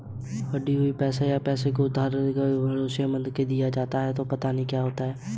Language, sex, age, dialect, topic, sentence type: Hindi, male, 18-24, Hindustani Malvi Khadi Boli, banking, statement